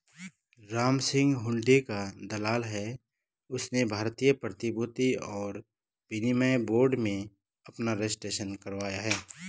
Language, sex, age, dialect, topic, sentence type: Hindi, male, 36-40, Garhwali, banking, statement